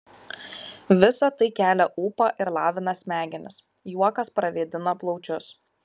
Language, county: Lithuanian, Kaunas